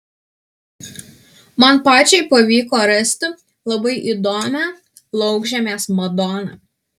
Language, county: Lithuanian, Alytus